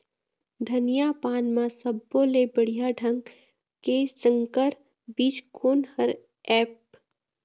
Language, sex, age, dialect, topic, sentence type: Chhattisgarhi, female, 25-30, Eastern, agriculture, question